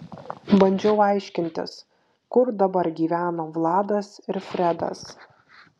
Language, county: Lithuanian, Kaunas